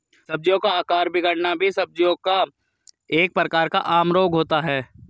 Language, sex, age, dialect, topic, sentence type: Hindi, male, 31-35, Hindustani Malvi Khadi Boli, agriculture, statement